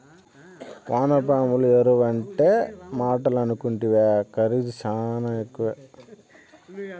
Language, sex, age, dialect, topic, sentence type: Telugu, male, 31-35, Southern, agriculture, statement